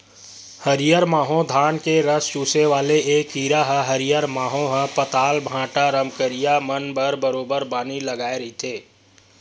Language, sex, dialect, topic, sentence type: Chhattisgarhi, male, Western/Budati/Khatahi, agriculture, statement